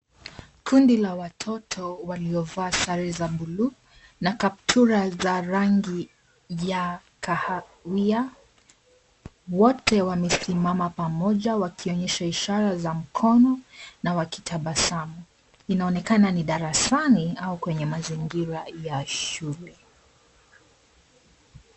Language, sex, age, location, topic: Swahili, male, 18-24, Nairobi, education